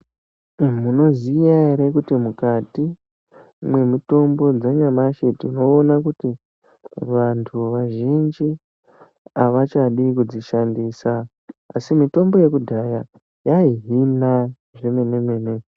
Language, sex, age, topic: Ndau, female, 18-24, health